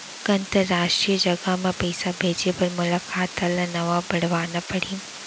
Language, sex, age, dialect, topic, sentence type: Chhattisgarhi, female, 60-100, Central, banking, question